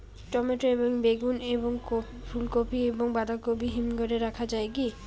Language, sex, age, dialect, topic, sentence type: Bengali, female, 18-24, Rajbangshi, agriculture, question